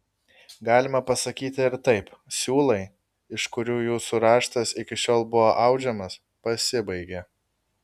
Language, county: Lithuanian, Kaunas